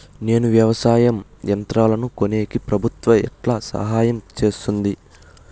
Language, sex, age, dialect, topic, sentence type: Telugu, male, 18-24, Southern, agriculture, question